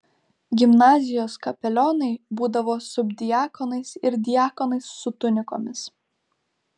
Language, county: Lithuanian, Vilnius